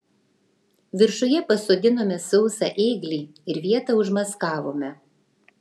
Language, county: Lithuanian, Vilnius